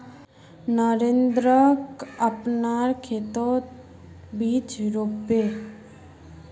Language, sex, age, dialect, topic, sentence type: Magahi, female, 51-55, Northeastern/Surjapuri, agriculture, statement